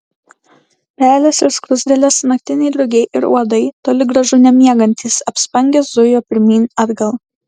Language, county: Lithuanian, Klaipėda